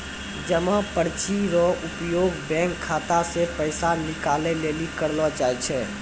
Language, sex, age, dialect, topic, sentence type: Maithili, male, 18-24, Angika, banking, statement